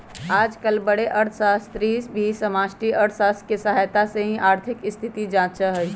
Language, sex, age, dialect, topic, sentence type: Magahi, female, 25-30, Western, banking, statement